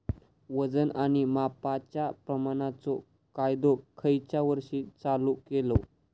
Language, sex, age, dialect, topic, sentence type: Marathi, male, 18-24, Southern Konkan, agriculture, question